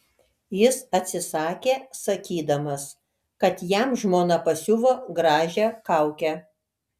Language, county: Lithuanian, Kaunas